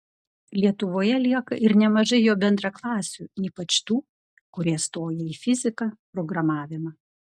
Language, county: Lithuanian, Klaipėda